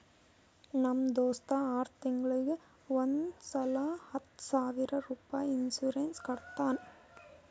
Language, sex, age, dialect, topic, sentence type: Kannada, female, 18-24, Northeastern, banking, statement